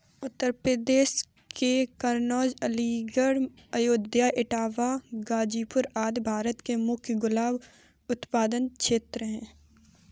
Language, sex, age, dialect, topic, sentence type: Hindi, female, 25-30, Kanauji Braj Bhasha, agriculture, statement